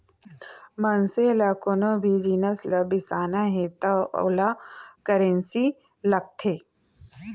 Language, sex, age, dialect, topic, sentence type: Chhattisgarhi, female, 36-40, Central, banking, statement